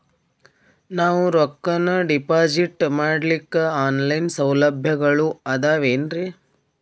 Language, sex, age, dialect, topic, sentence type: Kannada, female, 41-45, Northeastern, banking, question